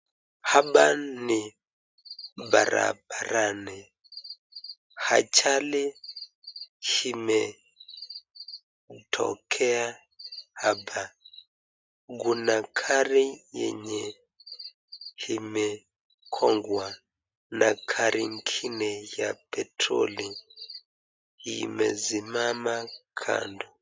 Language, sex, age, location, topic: Swahili, male, 25-35, Nakuru, health